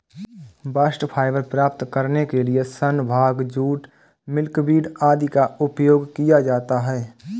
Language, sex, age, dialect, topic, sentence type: Hindi, male, 25-30, Awadhi Bundeli, agriculture, statement